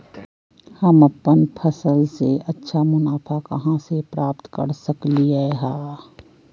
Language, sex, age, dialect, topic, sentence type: Magahi, female, 60-100, Western, agriculture, question